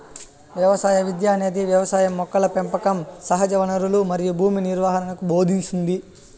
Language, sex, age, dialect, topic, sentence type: Telugu, male, 31-35, Southern, agriculture, statement